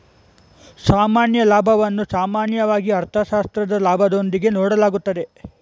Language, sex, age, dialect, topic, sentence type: Kannada, male, 18-24, Mysore Kannada, banking, statement